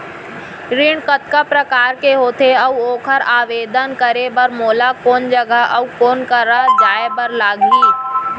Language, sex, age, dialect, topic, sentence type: Chhattisgarhi, female, 25-30, Central, banking, question